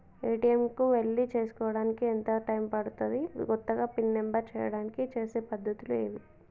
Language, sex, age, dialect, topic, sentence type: Telugu, female, 18-24, Telangana, banking, question